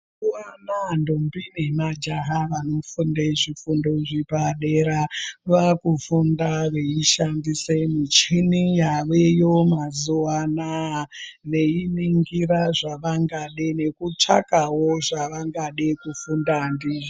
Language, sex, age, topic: Ndau, female, 25-35, education